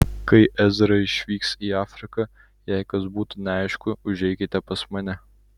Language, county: Lithuanian, Utena